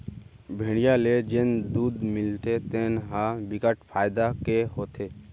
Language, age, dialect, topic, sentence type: Chhattisgarhi, 18-24, Central, agriculture, statement